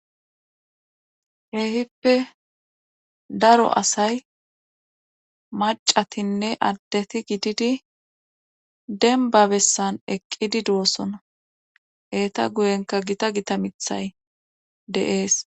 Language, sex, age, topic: Gamo, female, 25-35, government